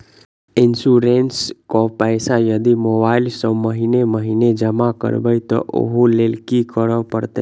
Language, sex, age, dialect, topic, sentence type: Maithili, male, 41-45, Southern/Standard, banking, question